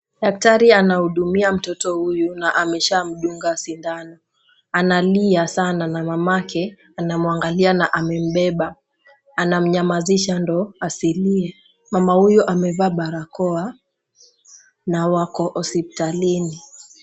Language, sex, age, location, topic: Swahili, female, 18-24, Nakuru, health